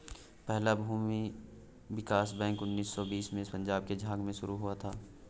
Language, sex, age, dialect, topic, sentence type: Hindi, male, 18-24, Awadhi Bundeli, banking, statement